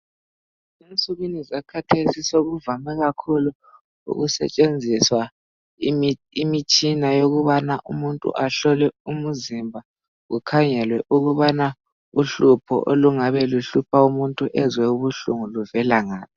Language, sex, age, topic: North Ndebele, male, 18-24, health